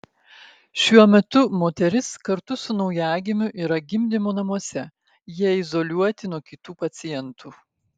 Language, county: Lithuanian, Klaipėda